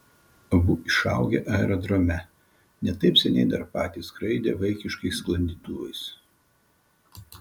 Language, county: Lithuanian, Vilnius